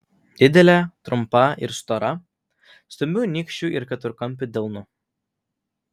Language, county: Lithuanian, Vilnius